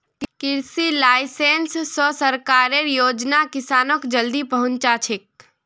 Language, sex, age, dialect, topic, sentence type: Magahi, female, 25-30, Northeastern/Surjapuri, agriculture, statement